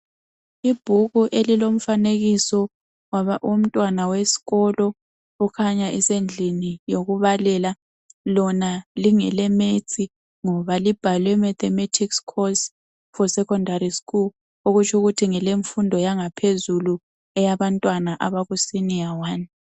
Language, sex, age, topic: North Ndebele, female, 25-35, education